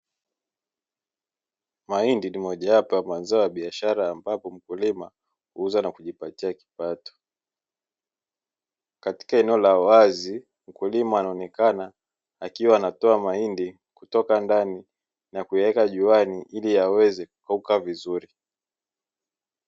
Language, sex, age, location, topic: Swahili, male, 25-35, Dar es Salaam, agriculture